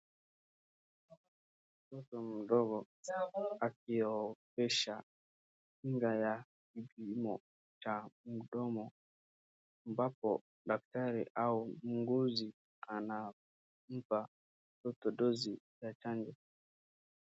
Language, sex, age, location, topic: Swahili, male, 36-49, Wajir, health